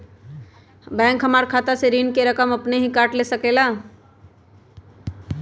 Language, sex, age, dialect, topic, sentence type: Magahi, male, 36-40, Western, banking, question